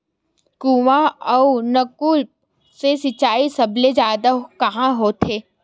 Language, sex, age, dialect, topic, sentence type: Chhattisgarhi, female, 18-24, Western/Budati/Khatahi, agriculture, question